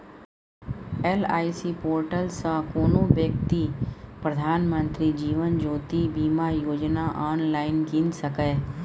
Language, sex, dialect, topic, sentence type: Maithili, female, Bajjika, banking, statement